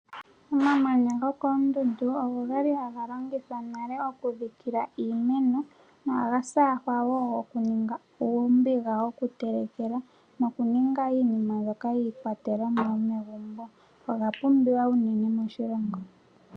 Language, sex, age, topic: Oshiwambo, female, 18-24, agriculture